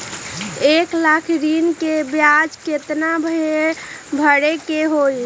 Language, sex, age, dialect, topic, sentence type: Magahi, female, 36-40, Western, banking, question